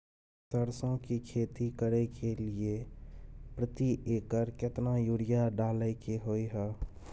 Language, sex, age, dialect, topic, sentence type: Maithili, male, 18-24, Bajjika, agriculture, question